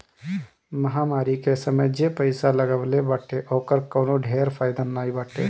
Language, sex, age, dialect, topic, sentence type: Bhojpuri, male, 25-30, Northern, banking, statement